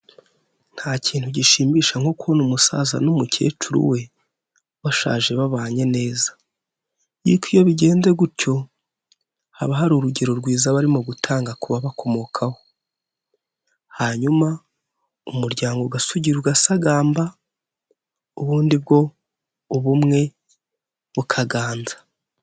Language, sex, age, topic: Kinyarwanda, male, 18-24, health